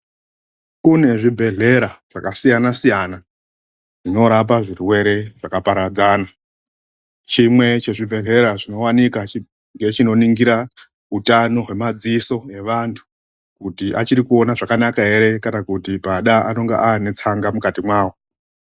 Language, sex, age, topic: Ndau, male, 36-49, health